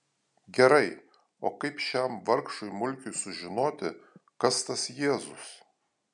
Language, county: Lithuanian, Alytus